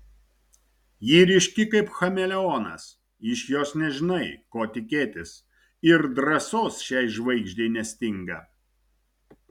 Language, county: Lithuanian, Šiauliai